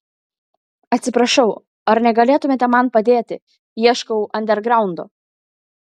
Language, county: Lithuanian, Kaunas